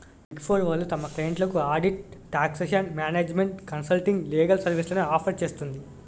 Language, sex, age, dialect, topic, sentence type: Telugu, male, 18-24, Utterandhra, banking, statement